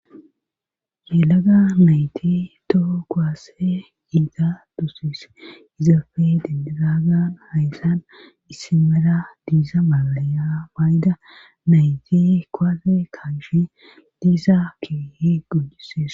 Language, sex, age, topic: Gamo, female, 25-35, government